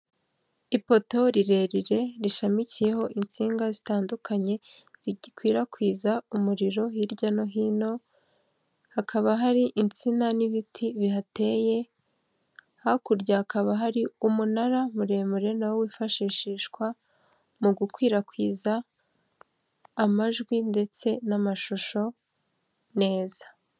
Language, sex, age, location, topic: Kinyarwanda, female, 18-24, Kigali, government